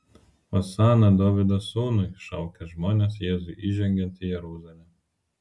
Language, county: Lithuanian, Vilnius